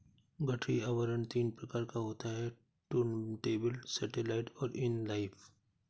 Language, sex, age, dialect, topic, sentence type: Hindi, male, 36-40, Awadhi Bundeli, agriculture, statement